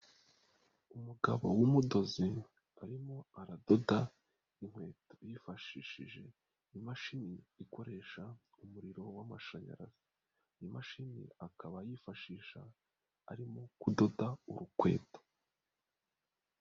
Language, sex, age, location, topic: Kinyarwanda, male, 25-35, Nyagatare, government